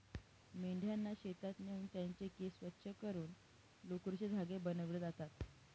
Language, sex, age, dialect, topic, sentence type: Marathi, female, 18-24, Northern Konkan, agriculture, statement